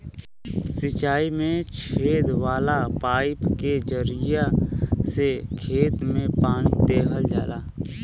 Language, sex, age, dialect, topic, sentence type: Bhojpuri, male, 18-24, Western, agriculture, statement